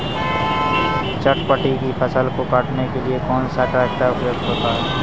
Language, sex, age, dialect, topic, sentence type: Hindi, male, 18-24, Awadhi Bundeli, agriculture, question